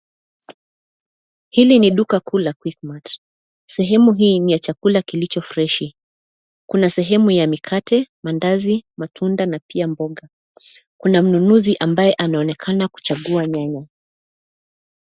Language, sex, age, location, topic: Swahili, female, 25-35, Nairobi, finance